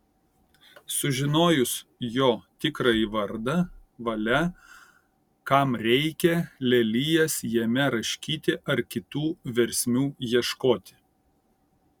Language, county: Lithuanian, Kaunas